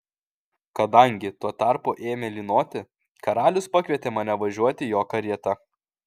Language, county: Lithuanian, Kaunas